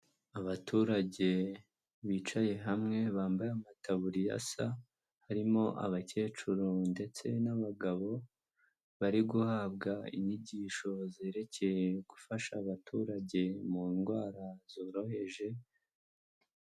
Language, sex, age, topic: Kinyarwanda, male, 18-24, health